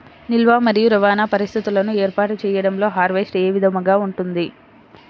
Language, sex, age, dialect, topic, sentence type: Telugu, female, 25-30, Central/Coastal, agriculture, question